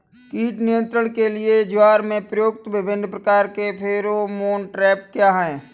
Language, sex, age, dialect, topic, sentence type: Hindi, male, 25-30, Awadhi Bundeli, agriculture, question